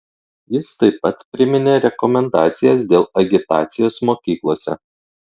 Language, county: Lithuanian, Klaipėda